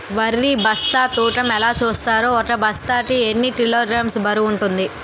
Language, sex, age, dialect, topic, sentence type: Telugu, female, 18-24, Utterandhra, agriculture, question